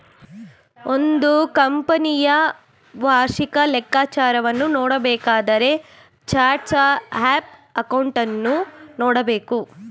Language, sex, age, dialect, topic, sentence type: Kannada, female, 18-24, Mysore Kannada, banking, statement